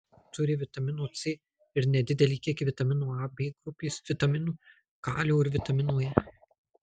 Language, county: Lithuanian, Marijampolė